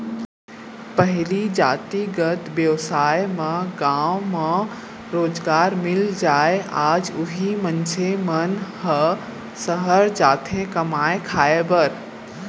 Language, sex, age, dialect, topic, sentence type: Chhattisgarhi, female, 18-24, Central, banking, statement